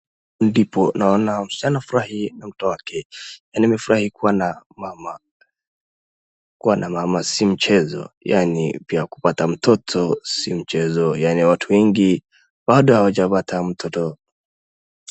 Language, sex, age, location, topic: Swahili, male, 18-24, Wajir, health